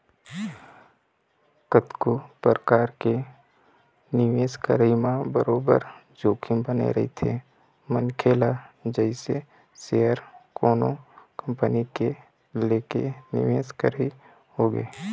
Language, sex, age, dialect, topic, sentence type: Chhattisgarhi, male, 25-30, Eastern, banking, statement